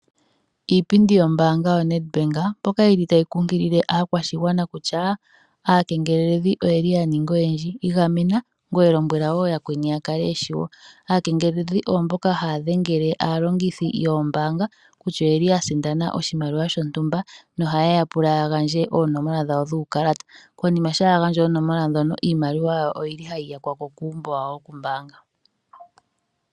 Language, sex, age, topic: Oshiwambo, female, 25-35, finance